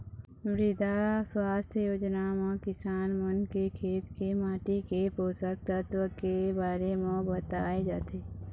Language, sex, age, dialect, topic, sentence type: Chhattisgarhi, female, 51-55, Eastern, agriculture, statement